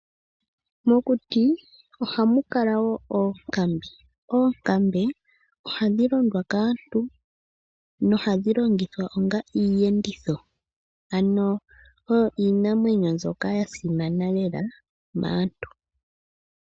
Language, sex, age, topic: Oshiwambo, female, 18-24, agriculture